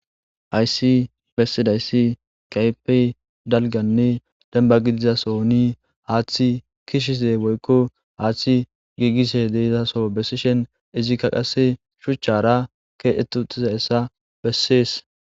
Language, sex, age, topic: Gamo, male, 18-24, government